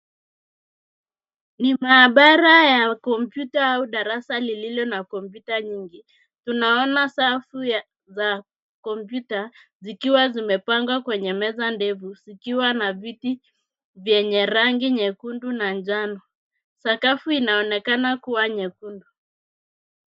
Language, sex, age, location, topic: Swahili, female, 25-35, Nairobi, education